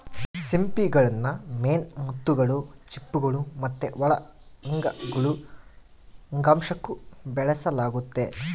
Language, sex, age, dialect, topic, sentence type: Kannada, male, 31-35, Central, agriculture, statement